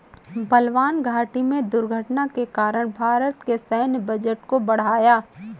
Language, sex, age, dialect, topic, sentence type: Hindi, female, 25-30, Awadhi Bundeli, banking, statement